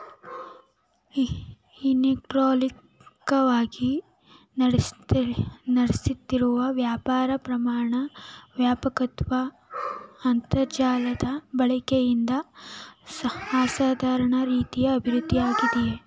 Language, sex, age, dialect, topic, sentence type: Kannada, female, 18-24, Mysore Kannada, agriculture, statement